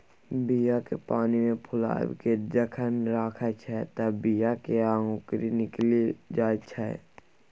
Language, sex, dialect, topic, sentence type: Maithili, male, Bajjika, agriculture, statement